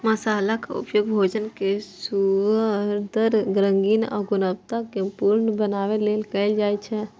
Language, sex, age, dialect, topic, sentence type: Maithili, female, 41-45, Eastern / Thethi, agriculture, statement